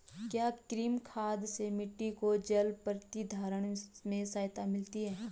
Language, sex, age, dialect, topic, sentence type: Hindi, female, 25-30, Garhwali, agriculture, statement